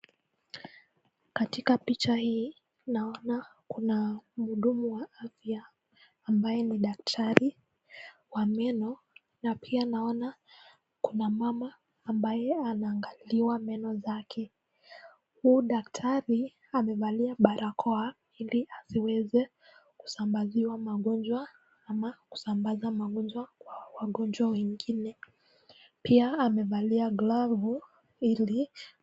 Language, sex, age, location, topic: Swahili, female, 18-24, Nakuru, health